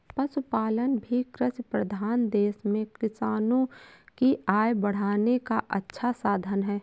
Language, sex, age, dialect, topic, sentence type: Hindi, female, 18-24, Awadhi Bundeli, agriculture, statement